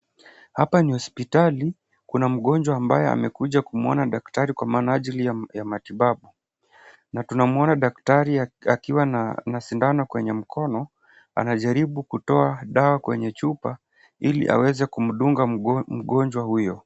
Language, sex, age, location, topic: Swahili, male, 18-24, Kisumu, health